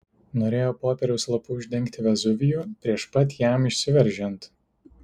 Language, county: Lithuanian, Tauragė